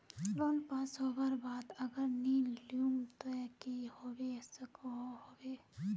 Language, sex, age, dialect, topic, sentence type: Magahi, female, 18-24, Northeastern/Surjapuri, banking, question